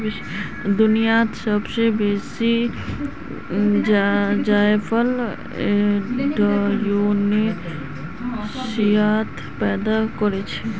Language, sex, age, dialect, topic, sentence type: Magahi, female, 18-24, Northeastern/Surjapuri, agriculture, statement